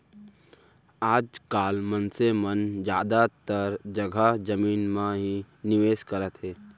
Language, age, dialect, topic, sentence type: Chhattisgarhi, 18-24, Central, banking, statement